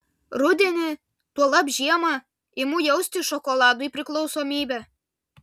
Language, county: Lithuanian, Vilnius